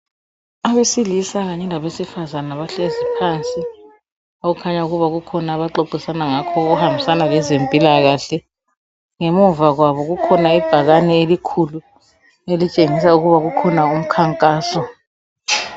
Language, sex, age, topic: North Ndebele, male, 18-24, health